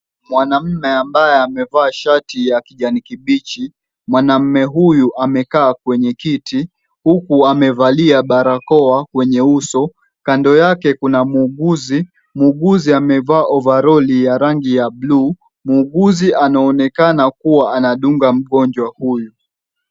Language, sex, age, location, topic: Swahili, male, 18-24, Kisumu, health